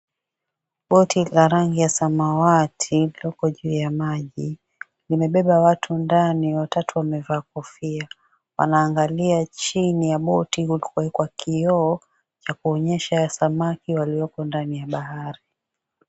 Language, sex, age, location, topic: Swahili, female, 36-49, Mombasa, government